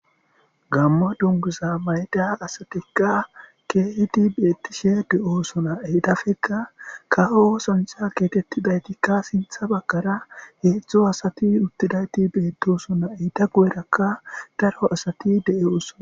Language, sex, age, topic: Gamo, male, 18-24, government